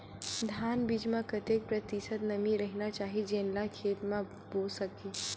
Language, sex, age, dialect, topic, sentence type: Chhattisgarhi, female, 18-24, Western/Budati/Khatahi, agriculture, question